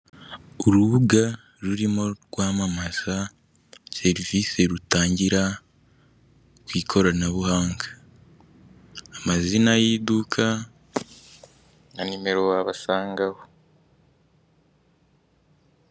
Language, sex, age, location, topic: Kinyarwanda, male, 18-24, Kigali, finance